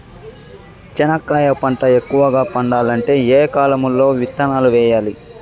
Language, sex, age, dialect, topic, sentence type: Telugu, male, 41-45, Southern, agriculture, question